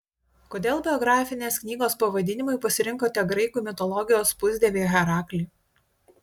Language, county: Lithuanian, Utena